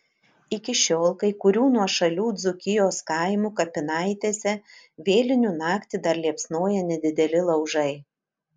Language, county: Lithuanian, Utena